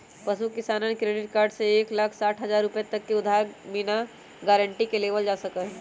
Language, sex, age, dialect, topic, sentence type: Magahi, female, 18-24, Western, agriculture, statement